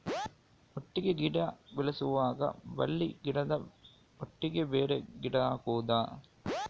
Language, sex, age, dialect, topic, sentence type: Kannada, male, 41-45, Coastal/Dakshin, agriculture, question